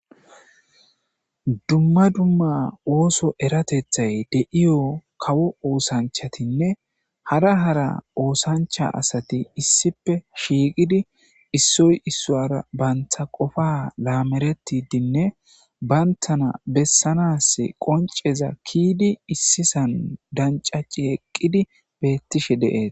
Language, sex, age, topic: Gamo, male, 25-35, agriculture